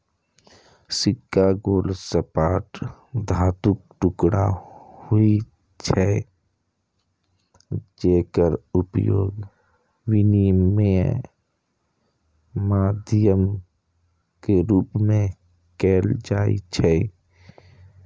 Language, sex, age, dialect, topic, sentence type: Maithili, male, 25-30, Eastern / Thethi, banking, statement